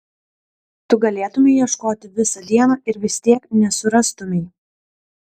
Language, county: Lithuanian, Kaunas